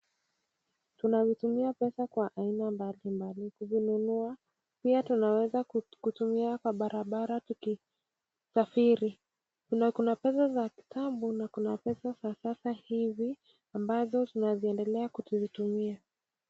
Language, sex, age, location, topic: Swahili, female, 18-24, Nakuru, finance